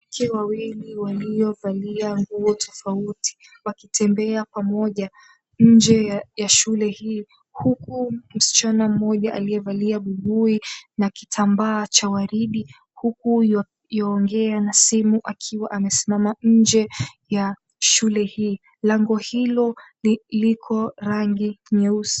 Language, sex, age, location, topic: Swahili, female, 18-24, Mombasa, education